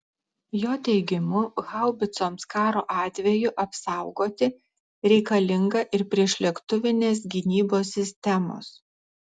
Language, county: Lithuanian, Alytus